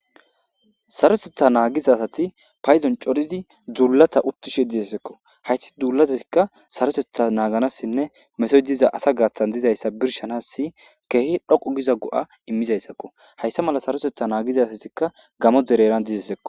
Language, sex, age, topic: Gamo, male, 18-24, government